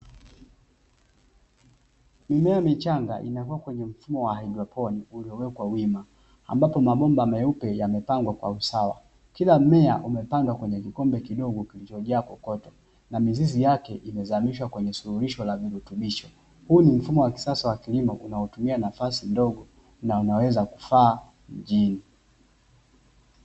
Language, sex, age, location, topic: Swahili, male, 18-24, Dar es Salaam, agriculture